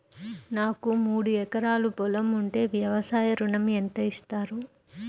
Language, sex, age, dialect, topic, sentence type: Telugu, female, 25-30, Central/Coastal, banking, question